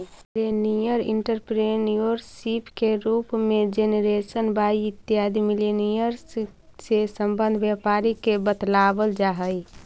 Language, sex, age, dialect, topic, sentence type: Magahi, female, 56-60, Central/Standard, banking, statement